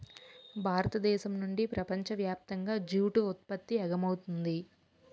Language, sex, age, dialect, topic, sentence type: Telugu, female, 18-24, Utterandhra, agriculture, statement